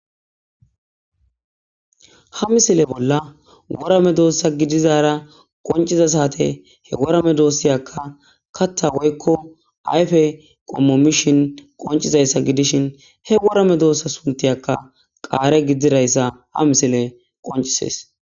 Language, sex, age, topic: Gamo, male, 18-24, agriculture